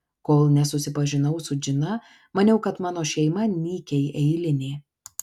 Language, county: Lithuanian, Kaunas